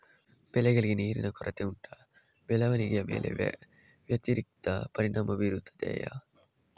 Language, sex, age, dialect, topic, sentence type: Kannada, male, 25-30, Coastal/Dakshin, agriculture, question